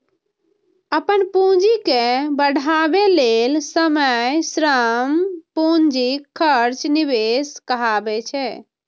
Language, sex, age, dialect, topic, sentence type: Maithili, female, 25-30, Eastern / Thethi, banking, statement